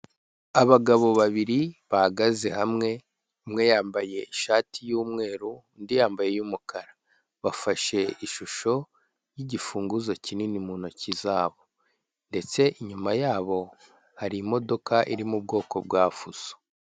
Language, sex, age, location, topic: Kinyarwanda, male, 25-35, Kigali, finance